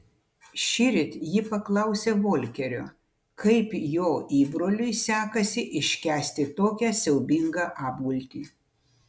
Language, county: Lithuanian, Utena